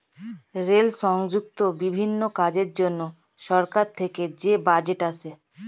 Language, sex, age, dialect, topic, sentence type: Bengali, female, 25-30, Standard Colloquial, banking, statement